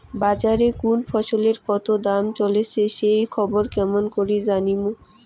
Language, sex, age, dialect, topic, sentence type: Bengali, female, 18-24, Rajbangshi, agriculture, question